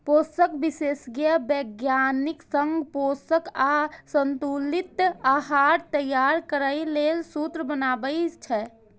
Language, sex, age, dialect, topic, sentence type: Maithili, female, 51-55, Eastern / Thethi, agriculture, statement